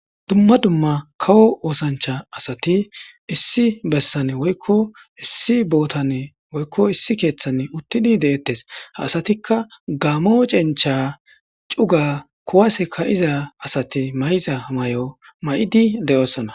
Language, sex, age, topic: Gamo, male, 18-24, government